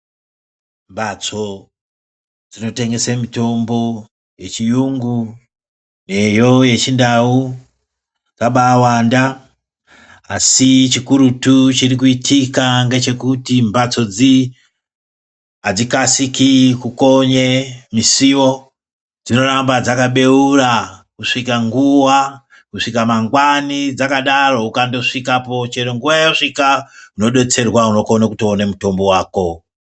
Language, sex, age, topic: Ndau, female, 25-35, health